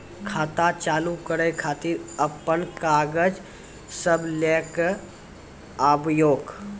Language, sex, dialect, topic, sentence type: Maithili, male, Angika, banking, question